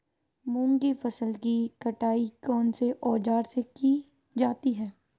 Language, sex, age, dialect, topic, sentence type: Hindi, female, 18-24, Marwari Dhudhari, agriculture, question